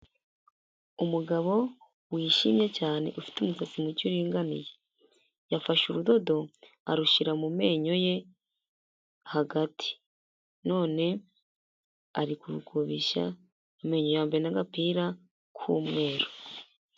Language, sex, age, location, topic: Kinyarwanda, female, 18-24, Huye, health